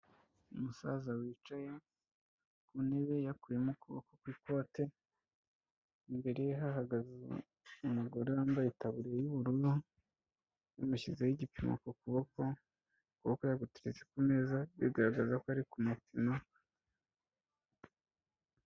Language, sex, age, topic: Kinyarwanda, male, 25-35, health